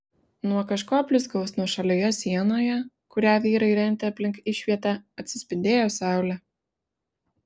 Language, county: Lithuanian, Vilnius